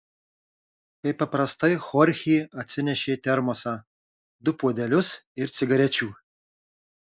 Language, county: Lithuanian, Marijampolė